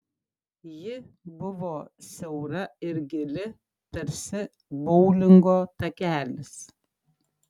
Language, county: Lithuanian, Klaipėda